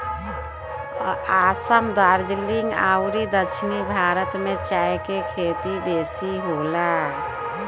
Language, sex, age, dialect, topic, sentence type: Bhojpuri, female, 51-55, Northern, agriculture, statement